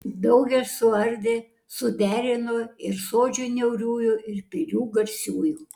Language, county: Lithuanian, Panevėžys